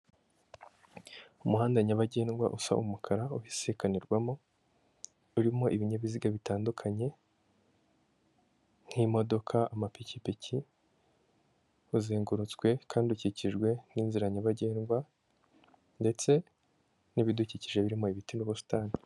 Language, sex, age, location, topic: Kinyarwanda, female, 25-35, Kigali, government